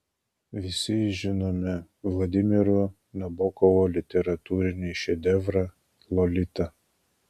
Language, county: Lithuanian, Kaunas